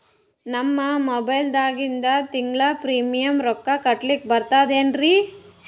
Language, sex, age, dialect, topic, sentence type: Kannada, female, 18-24, Northeastern, banking, question